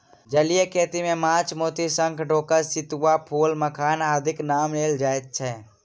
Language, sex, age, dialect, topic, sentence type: Maithili, male, 60-100, Southern/Standard, agriculture, statement